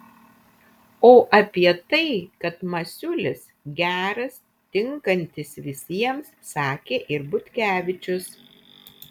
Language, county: Lithuanian, Utena